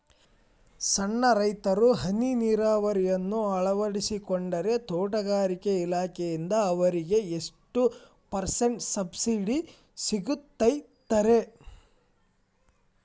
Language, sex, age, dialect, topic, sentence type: Kannada, male, 18-24, Dharwad Kannada, agriculture, question